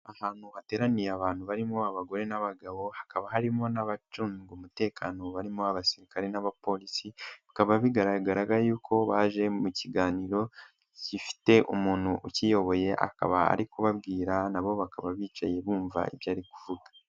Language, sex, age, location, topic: Kinyarwanda, male, 18-24, Nyagatare, government